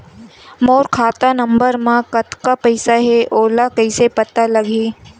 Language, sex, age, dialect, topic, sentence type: Chhattisgarhi, female, 18-24, Western/Budati/Khatahi, banking, question